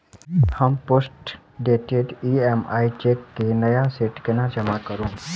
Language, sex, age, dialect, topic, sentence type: Maithili, male, 18-24, Southern/Standard, banking, question